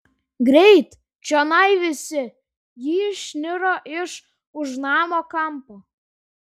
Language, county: Lithuanian, Šiauliai